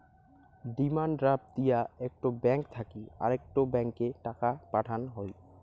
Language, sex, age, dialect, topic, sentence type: Bengali, male, 18-24, Rajbangshi, banking, statement